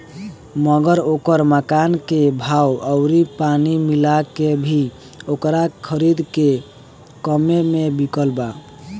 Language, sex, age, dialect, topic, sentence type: Bhojpuri, male, 18-24, Southern / Standard, banking, statement